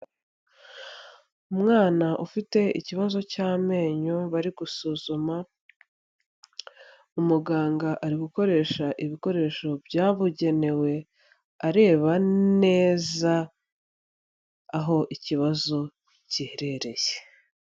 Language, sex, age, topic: Kinyarwanda, female, 25-35, health